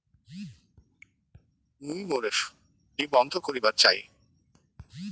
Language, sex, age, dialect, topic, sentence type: Bengali, male, 18-24, Rajbangshi, banking, statement